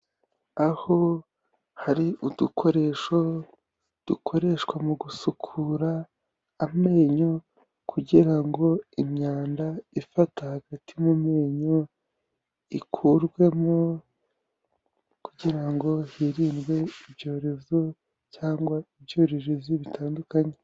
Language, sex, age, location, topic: Kinyarwanda, male, 18-24, Kigali, health